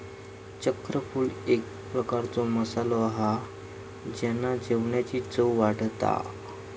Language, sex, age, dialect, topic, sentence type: Marathi, male, 25-30, Southern Konkan, agriculture, statement